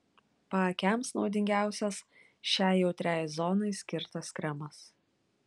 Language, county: Lithuanian, Klaipėda